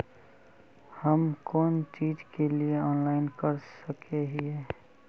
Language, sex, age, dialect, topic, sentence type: Magahi, male, 25-30, Northeastern/Surjapuri, banking, question